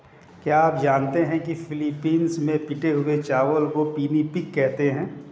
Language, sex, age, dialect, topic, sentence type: Hindi, male, 36-40, Hindustani Malvi Khadi Boli, agriculture, statement